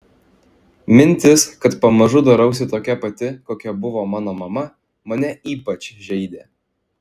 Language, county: Lithuanian, Klaipėda